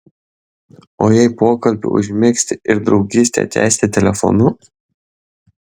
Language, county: Lithuanian, Šiauliai